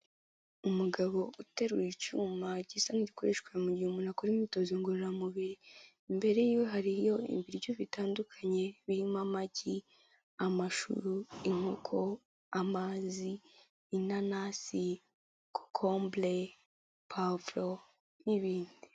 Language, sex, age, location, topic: Kinyarwanda, female, 18-24, Kigali, health